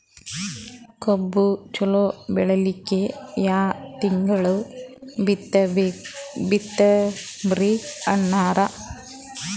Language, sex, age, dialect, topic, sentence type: Kannada, female, 41-45, Northeastern, agriculture, question